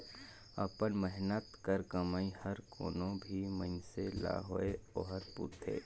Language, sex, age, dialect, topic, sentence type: Chhattisgarhi, male, 25-30, Northern/Bhandar, banking, statement